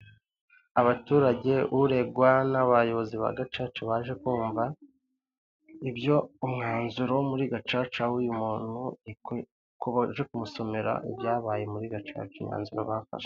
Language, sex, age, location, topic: Kinyarwanda, female, 18-24, Kigali, government